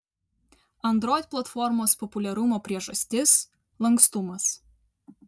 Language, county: Lithuanian, Vilnius